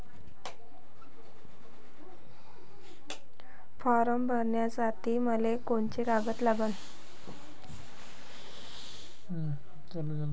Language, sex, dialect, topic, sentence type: Marathi, female, Varhadi, banking, question